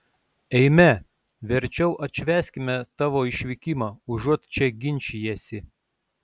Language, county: Lithuanian, Šiauliai